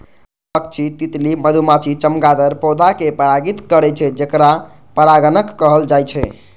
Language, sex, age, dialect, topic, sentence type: Maithili, male, 18-24, Eastern / Thethi, agriculture, statement